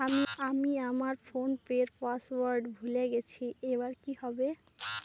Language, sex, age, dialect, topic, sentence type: Bengali, female, 18-24, Northern/Varendri, banking, question